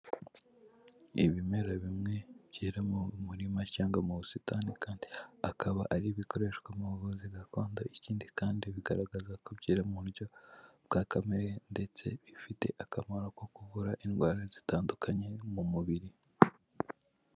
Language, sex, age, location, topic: Kinyarwanda, male, 18-24, Kigali, health